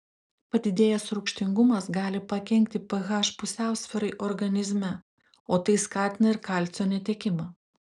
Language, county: Lithuanian, Klaipėda